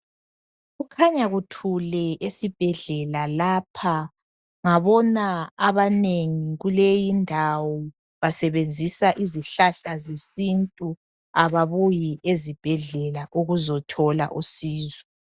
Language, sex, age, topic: North Ndebele, male, 25-35, health